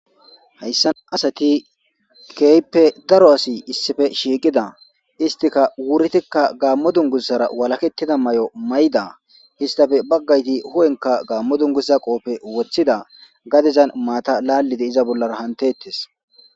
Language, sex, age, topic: Gamo, male, 25-35, government